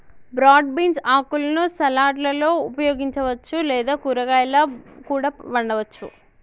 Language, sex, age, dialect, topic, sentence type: Telugu, male, 56-60, Telangana, agriculture, statement